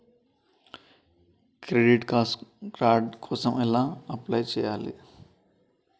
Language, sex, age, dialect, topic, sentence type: Telugu, male, 25-30, Telangana, banking, question